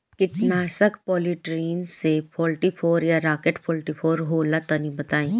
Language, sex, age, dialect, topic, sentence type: Bhojpuri, male, 25-30, Northern, agriculture, question